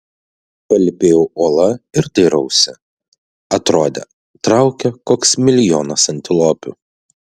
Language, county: Lithuanian, Klaipėda